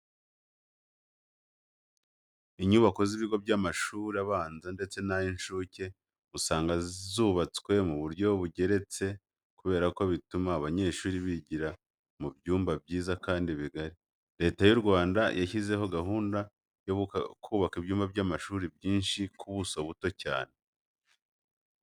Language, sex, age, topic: Kinyarwanda, male, 25-35, education